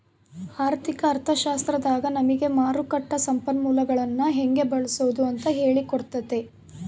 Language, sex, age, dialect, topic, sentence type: Kannada, female, 18-24, Central, banking, statement